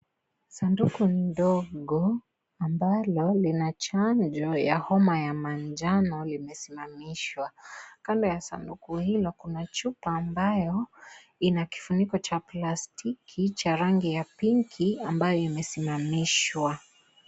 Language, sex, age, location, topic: Swahili, female, 18-24, Kisii, health